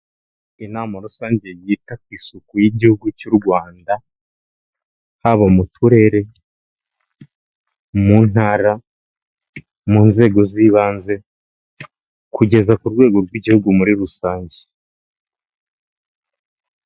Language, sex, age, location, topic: Kinyarwanda, male, 18-24, Kigali, government